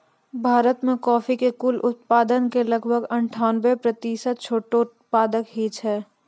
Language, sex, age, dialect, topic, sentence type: Maithili, female, 18-24, Angika, agriculture, statement